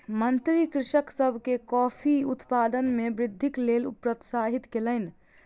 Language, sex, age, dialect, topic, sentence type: Maithili, female, 41-45, Southern/Standard, agriculture, statement